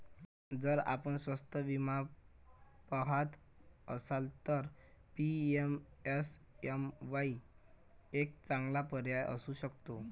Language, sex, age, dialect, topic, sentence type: Marathi, male, 18-24, Varhadi, banking, statement